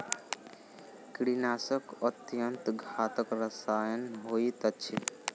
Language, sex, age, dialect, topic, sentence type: Maithili, male, 18-24, Southern/Standard, agriculture, statement